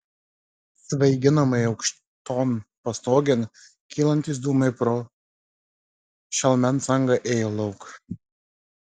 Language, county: Lithuanian, Marijampolė